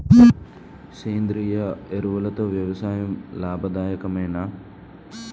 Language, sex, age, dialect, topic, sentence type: Telugu, male, 25-30, Utterandhra, agriculture, question